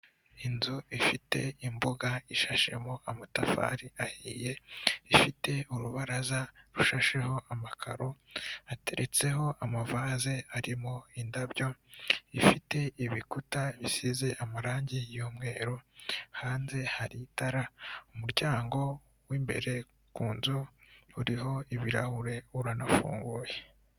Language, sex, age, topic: Kinyarwanda, male, 18-24, finance